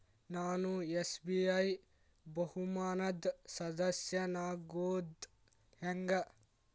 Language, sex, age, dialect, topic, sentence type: Kannada, male, 18-24, Dharwad Kannada, banking, statement